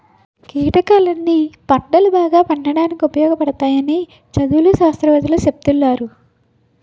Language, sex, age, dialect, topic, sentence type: Telugu, female, 18-24, Utterandhra, agriculture, statement